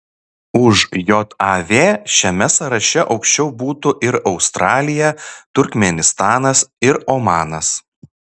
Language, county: Lithuanian, Šiauliai